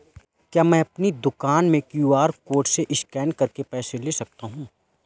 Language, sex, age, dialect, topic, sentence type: Hindi, male, 25-30, Awadhi Bundeli, banking, question